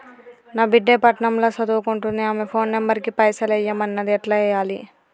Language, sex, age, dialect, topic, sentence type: Telugu, female, 31-35, Telangana, banking, question